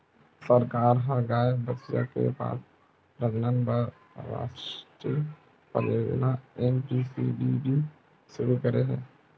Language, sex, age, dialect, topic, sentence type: Chhattisgarhi, male, 25-30, Western/Budati/Khatahi, agriculture, statement